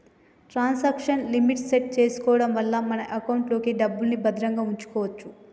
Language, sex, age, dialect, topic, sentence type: Telugu, female, 25-30, Telangana, banking, statement